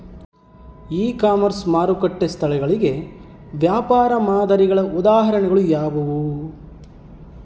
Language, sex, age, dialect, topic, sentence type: Kannada, male, 31-35, Central, agriculture, question